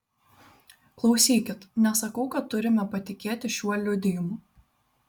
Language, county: Lithuanian, Vilnius